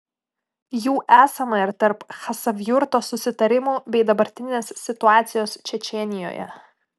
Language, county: Lithuanian, Klaipėda